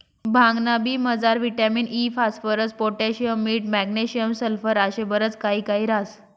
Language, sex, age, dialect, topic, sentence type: Marathi, female, 36-40, Northern Konkan, agriculture, statement